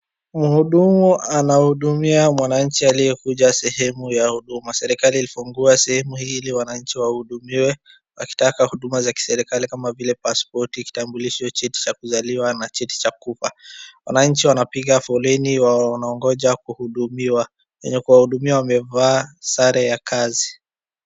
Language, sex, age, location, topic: Swahili, male, 50+, Wajir, government